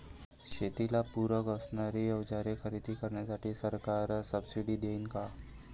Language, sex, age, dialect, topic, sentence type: Marathi, male, 18-24, Varhadi, agriculture, question